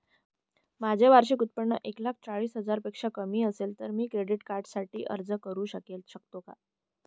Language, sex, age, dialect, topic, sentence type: Marathi, female, 18-24, Northern Konkan, banking, question